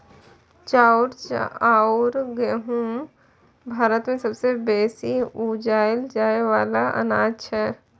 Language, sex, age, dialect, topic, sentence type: Maithili, female, 18-24, Bajjika, agriculture, statement